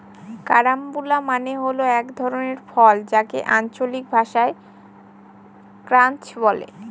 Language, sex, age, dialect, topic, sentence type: Bengali, female, 18-24, Northern/Varendri, agriculture, statement